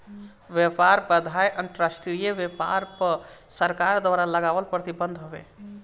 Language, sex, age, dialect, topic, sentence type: Bhojpuri, male, 25-30, Northern, banking, statement